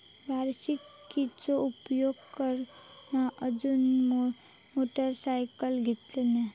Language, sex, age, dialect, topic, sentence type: Marathi, female, 41-45, Southern Konkan, banking, statement